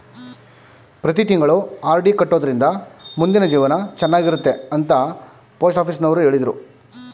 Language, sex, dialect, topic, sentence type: Kannada, male, Mysore Kannada, banking, statement